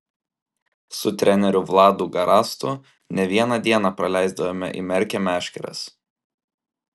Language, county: Lithuanian, Klaipėda